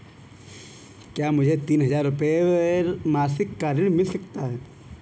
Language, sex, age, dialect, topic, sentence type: Hindi, male, 25-30, Marwari Dhudhari, banking, question